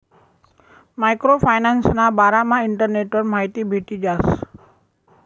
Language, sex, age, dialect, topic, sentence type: Marathi, male, 18-24, Northern Konkan, banking, statement